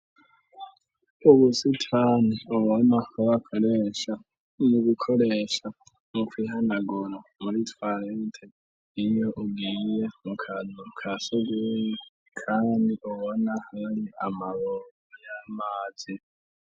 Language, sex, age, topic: Rundi, male, 36-49, education